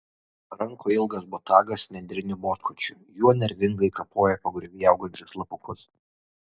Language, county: Lithuanian, Kaunas